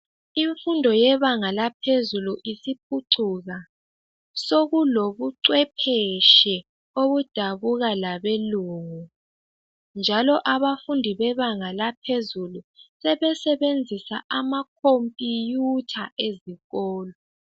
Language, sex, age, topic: North Ndebele, female, 18-24, education